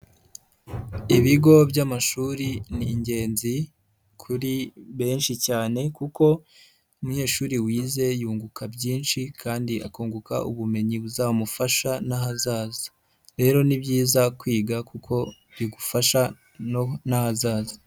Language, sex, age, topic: Kinyarwanda, female, 25-35, education